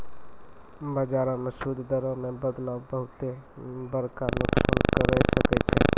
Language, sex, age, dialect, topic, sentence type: Maithili, male, 18-24, Angika, banking, statement